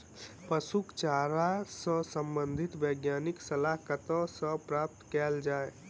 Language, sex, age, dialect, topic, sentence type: Maithili, male, 18-24, Southern/Standard, agriculture, question